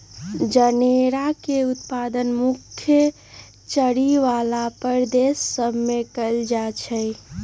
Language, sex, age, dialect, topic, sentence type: Magahi, female, 18-24, Western, agriculture, statement